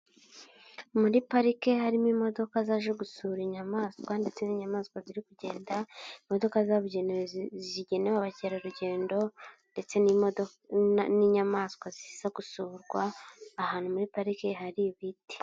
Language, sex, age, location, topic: Kinyarwanda, male, 25-35, Nyagatare, agriculture